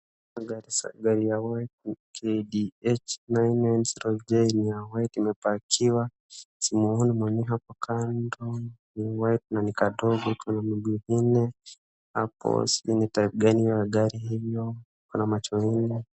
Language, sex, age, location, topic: Swahili, male, 25-35, Wajir, finance